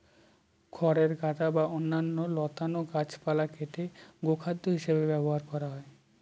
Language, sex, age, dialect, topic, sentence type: Bengali, male, 18-24, Northern/Varendri, agriculture, statement